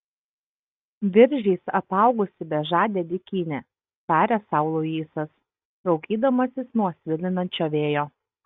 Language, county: Lithuanian, Kaunas